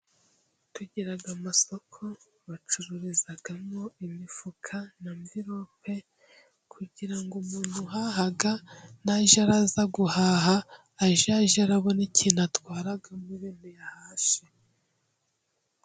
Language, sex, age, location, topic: Kinyarwanda, female, 18-24, Musanze, finance